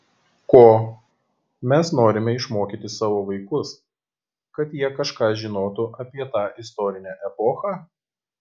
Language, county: Lithuanian, Kaunas